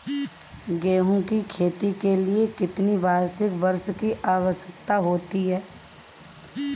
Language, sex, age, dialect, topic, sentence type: Hindi, female, 31-35, Marwari Dhudhari, agriculture, question